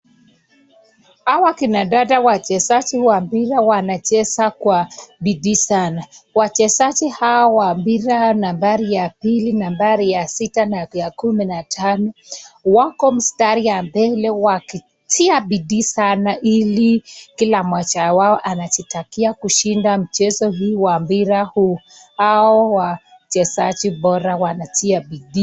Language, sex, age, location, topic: Swahili, male, 25-35, Nakuru, government